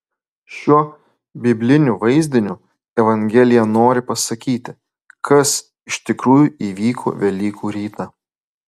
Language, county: Lithuanian, Klaipėda